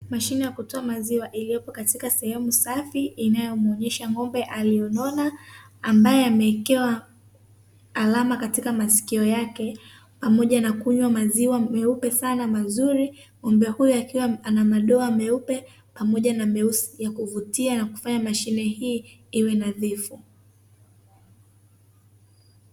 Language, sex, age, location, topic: Swahili, female, 18-24, Dar es Salaam, finance